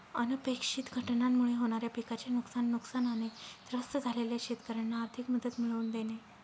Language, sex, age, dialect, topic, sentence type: Marathi, female, 18-24, Northern Konkan, agriculture, statement